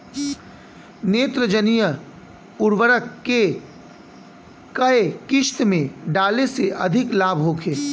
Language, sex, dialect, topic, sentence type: Bhojpuri, male, Southern / Standard, agriculture, question